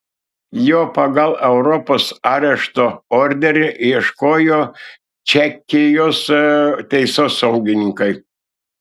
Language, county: Lithuanian, Šiauliai